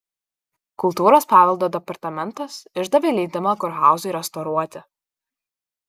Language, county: Lithuanian, Kaunas